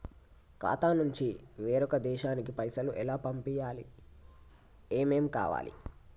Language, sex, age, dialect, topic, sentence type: Telugu, male, 18-24, Telangana, banking, question